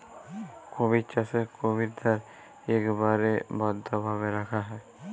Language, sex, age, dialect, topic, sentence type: Bengali, male, 18-24, Jharkhandi, agriculture, statement